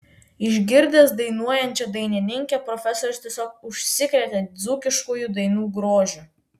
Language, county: Lithuanian, Vilnius